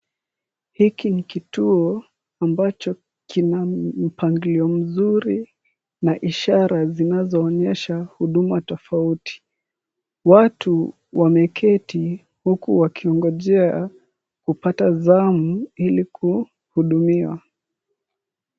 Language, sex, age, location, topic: Swahili, male, 18-24, Kisumu, government